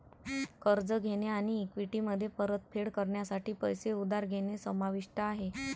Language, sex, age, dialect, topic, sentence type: Marathi, female, 25-30, Varhadi, banking, statement